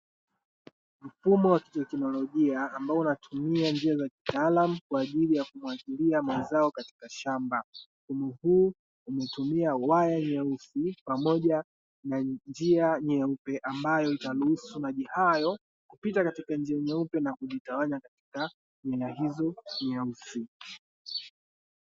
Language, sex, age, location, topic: Swahili, male, 18-24, Dar es Salaam, agriculture